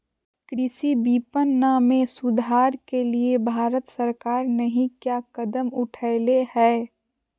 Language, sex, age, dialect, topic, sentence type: Magahi, female, 51-55, Southern, agriculture, question